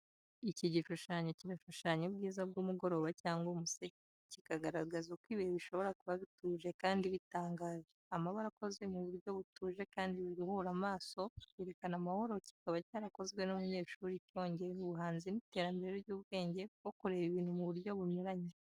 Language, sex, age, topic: Kinyarwanda, female, 25-35, education